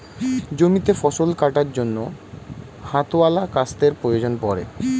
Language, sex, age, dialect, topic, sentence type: Bengali, male, 18-24, Standard Colloquial, agriculture, statement